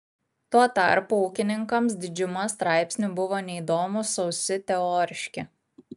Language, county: Lithuanian, Kaunas